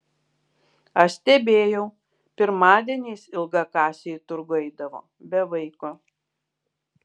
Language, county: Lithuanian, Kaunas